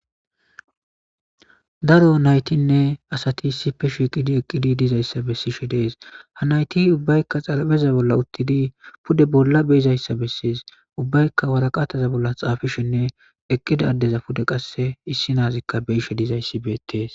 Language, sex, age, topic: Gamo, male, 25-35, government